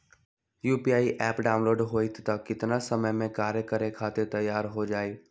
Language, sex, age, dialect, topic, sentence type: Magahi, male, 18-24, Western, banking, question